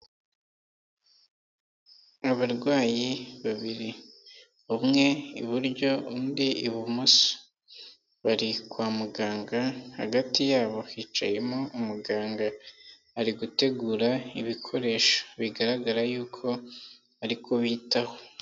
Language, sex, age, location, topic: Kinyarwanda, male, 18-24, Nyagatare, health